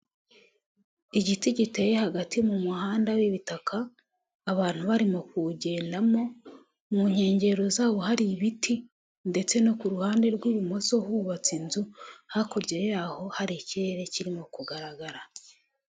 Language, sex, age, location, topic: Kinyarwanda, female, 25-35, Huye, government